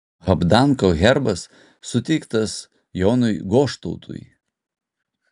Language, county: Lithuanian, Utena